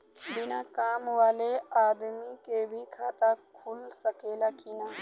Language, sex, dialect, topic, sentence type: Bhojpuri, female, Western, banking, question